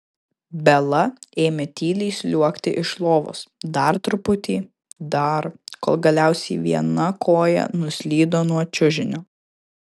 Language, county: Lithuanian, Kaunas